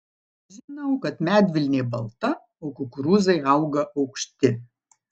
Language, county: Lithuanian, Marijampolė